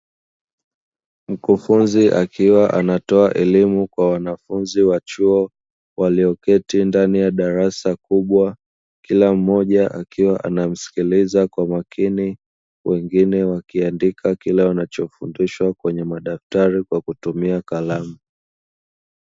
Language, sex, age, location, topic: Swahili, male, 25-35, Dar es Salaam, education